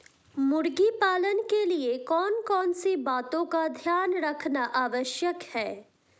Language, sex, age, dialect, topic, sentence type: Hindi, female, 18-24, Hindustani Malvi Khadi Boli, agriculture, question